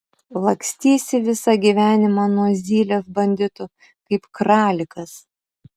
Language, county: Lithuanian, Utena